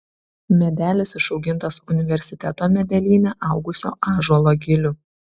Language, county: Lithuanian, Šiauliai